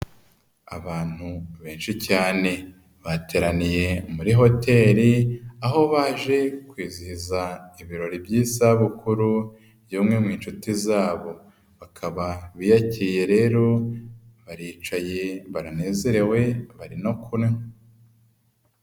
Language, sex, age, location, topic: Kinyarwanda, male, 25-35, Nyagatare, finance